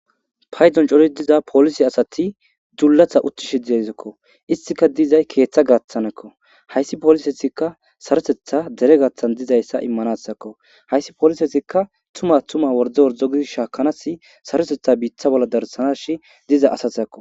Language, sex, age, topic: Gamo, male, 18-24, government